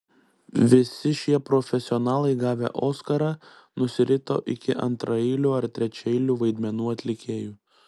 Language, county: Lithuanian, Klaipėda